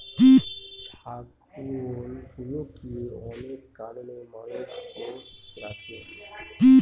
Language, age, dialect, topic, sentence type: Bengali, 60-100, Northern/Varendri, agriculture, statement